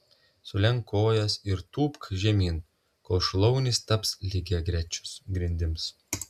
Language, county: Lithuanian, Telšiai